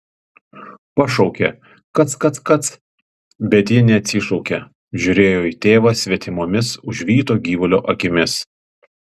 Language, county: Lithuanian, Panevėžys